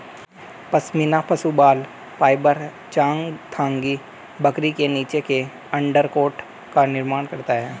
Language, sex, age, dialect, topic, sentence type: Hindi, male, 18-24, Hindustani Malvi Khadi Boli, agriculture, statement